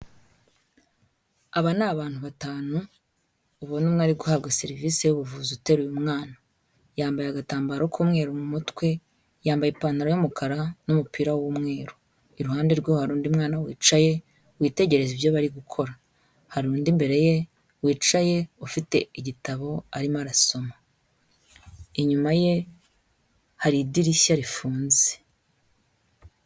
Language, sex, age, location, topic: Kinyarwanda, female, 25-35, Kigali, health